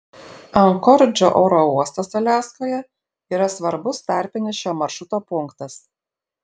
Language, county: Lithuanian, Šiauliai